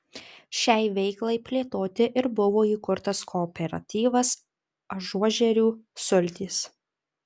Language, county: Lithuanian, Tauragė